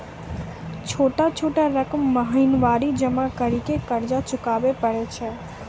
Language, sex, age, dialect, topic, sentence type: Maithili, female, 18-24, Angika, banking, question